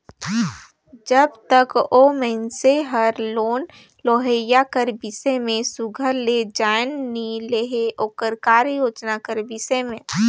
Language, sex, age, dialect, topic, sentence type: Chhattisgarhi, female, 18-24, Northern/Bhandar, banking, statement